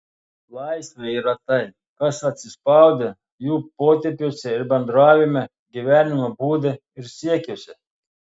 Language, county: Lithuanian, Telšiai